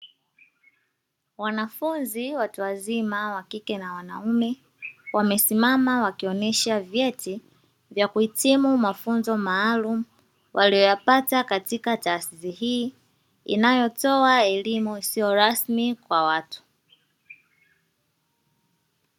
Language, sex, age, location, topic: Swahili, female, 25-35, Dar es Salaam, education